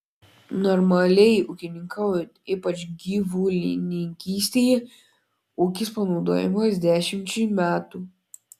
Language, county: Lithuanian, Klaipėda